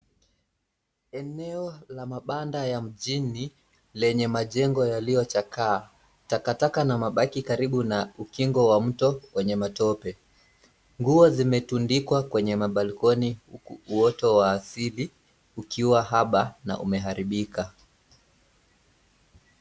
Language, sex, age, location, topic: Swahili, male, 25-35, Nairobi, government